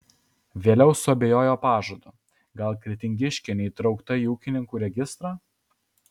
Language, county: Lithuanian, Alytus